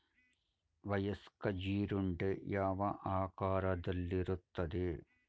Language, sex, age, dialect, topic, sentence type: Kannada, male, 51-55, Mysore Kannada, agriculture, question